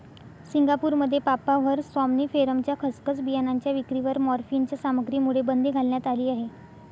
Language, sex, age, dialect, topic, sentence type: Marathi, female, 60-100, Northern Konkan, agriculture, statement